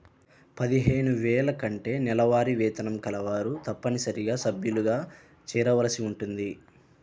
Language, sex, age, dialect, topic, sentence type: Telugu, male, 25-30, Central/Coastal, banking, statement